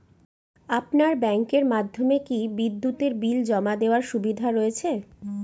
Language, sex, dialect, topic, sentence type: Bengali, female, Northern/Varendri, banking, question